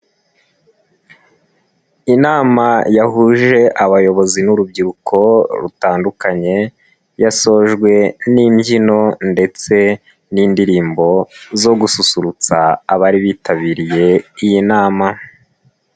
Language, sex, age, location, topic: Kinyarwanda, male, 18-24, Nyagatare, government